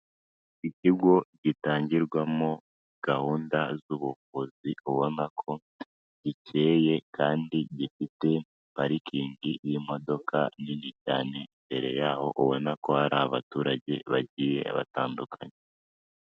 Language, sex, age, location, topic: Kinyarwanda, female, 25-35, Kigali, health